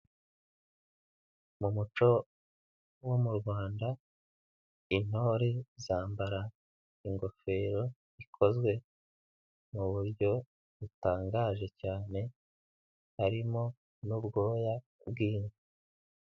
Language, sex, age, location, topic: Kinyarwanda, male, 18-24, Nyagatare, government